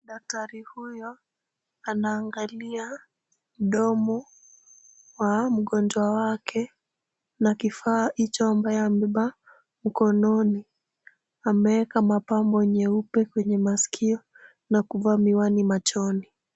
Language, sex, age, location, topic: Swahili, female, 36-49, Kisumu, health